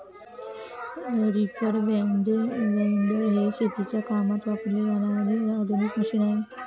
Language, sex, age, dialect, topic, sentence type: Marathi, female, 25-30, Standard Marathi, agriculture, statement